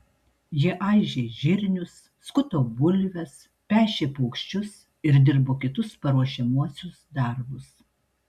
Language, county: Lithuanian, Tauragė